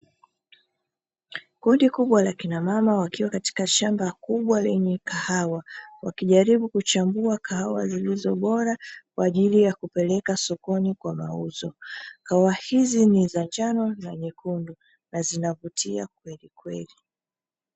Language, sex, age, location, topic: Swahili, female, 36-49, Dar es Salaam, agriculture